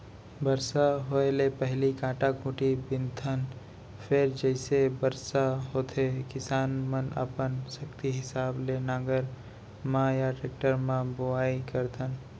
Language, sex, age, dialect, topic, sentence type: Chhattisgarhi, male, 18-24, Central, agriculture, statement